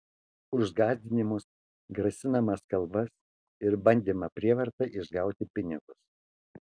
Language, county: Lithuanian, Kaunas